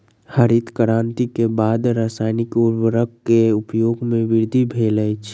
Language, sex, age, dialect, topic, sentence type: Maithili, male, 41-45, Southern/Standard, agriculture, statement